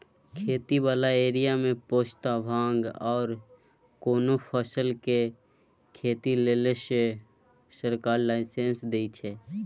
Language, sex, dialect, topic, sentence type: Maithili, male, Bajjika, agriculture, statement